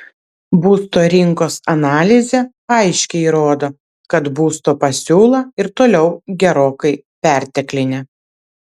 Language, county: Lithuanian, Vilnius